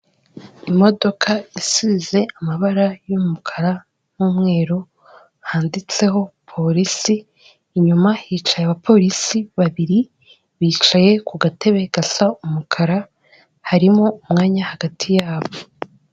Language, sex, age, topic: Kinyarwanda, female, 18-24, government